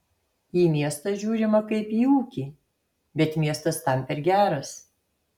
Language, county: Lithuanian, Alytus